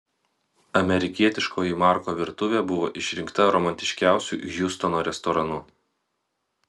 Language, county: Lithuanian, Vilnius